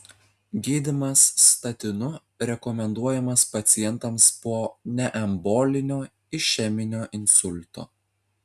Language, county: Lithuanian, Telšiai